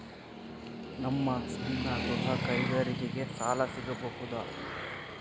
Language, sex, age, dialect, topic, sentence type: Kannada, male, 51-55, Central, banking, question